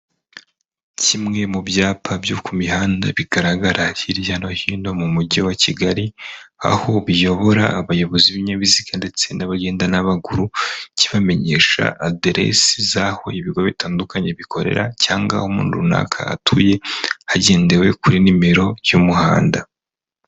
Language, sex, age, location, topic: Kinyarwanda, female, 25-35, Kigali, government